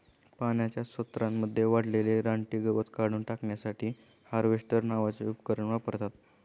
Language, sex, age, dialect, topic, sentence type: Marathi, male, 25-30, Standard Marathi, agriculture, statement